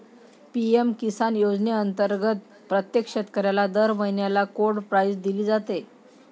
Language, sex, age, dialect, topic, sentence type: Marathi, female, 25-30, Varhadi, agriculture, statement